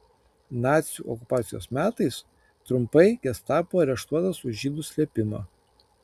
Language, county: Lithuanian, Kaunas